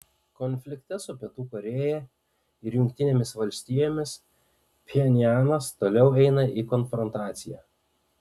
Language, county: Lithuanian, Panevėžys